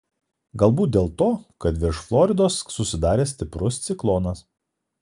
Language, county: Lithuanian, Kaunas